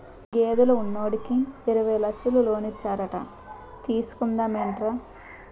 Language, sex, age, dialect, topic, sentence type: Telugu, female, 18-24, Utterandhra, agriculture, statement